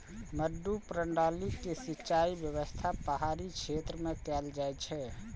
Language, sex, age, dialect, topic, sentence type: Maithili, male, 25-30, Eastern / Thethi, agriculture, statement